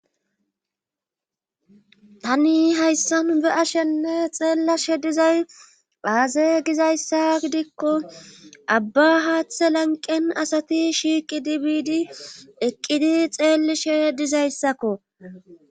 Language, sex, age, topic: Gamo, female, 25-35, government